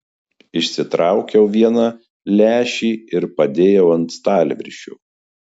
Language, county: Lithuanian, Marijampolė